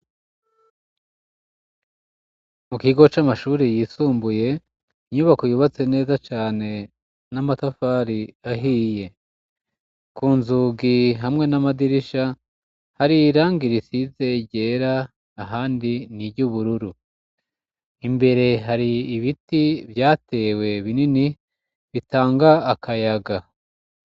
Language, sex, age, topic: Rundi, male, 36-49, education